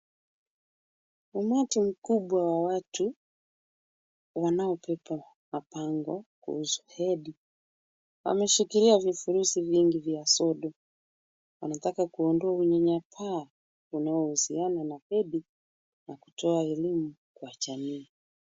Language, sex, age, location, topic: Swahili, female, 25-35, Kisumu, health